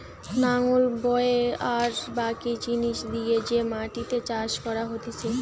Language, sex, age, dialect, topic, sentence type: Bengali, female, 18-24, Western, agriculture, statement